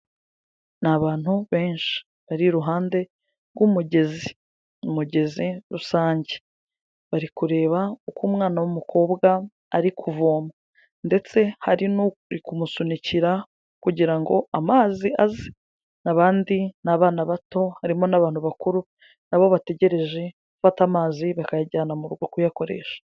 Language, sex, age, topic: Kinyarwanda, female, 25-35, health